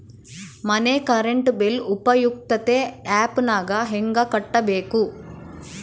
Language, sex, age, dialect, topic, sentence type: Kannada, female, 18-24, Central, banking, question